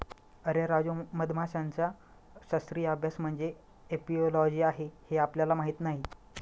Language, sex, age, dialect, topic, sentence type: Marathi, male, 25-30, Standard Marathi, agriculture, statement